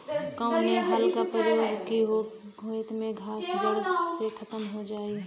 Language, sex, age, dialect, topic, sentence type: Bhojpuri, female, 25-30, Western, agriculture, question